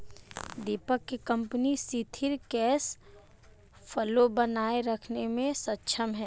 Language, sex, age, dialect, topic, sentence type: Hindi, female, 18-24, Marwari Dhudhari, banking, statement